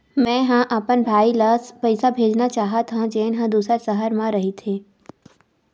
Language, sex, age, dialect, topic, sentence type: Chhattisgarhi, female, 18-24, Western/Budati/Khatahi, banking, statement